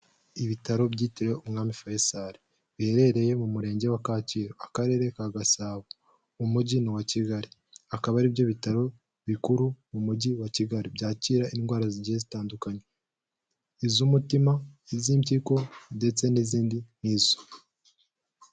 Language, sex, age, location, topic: Kinyarwanda, male, 18-24, Kigali, health